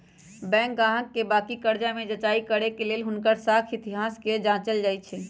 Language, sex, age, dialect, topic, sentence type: Magahi, female, 56-60, Western, banking, statement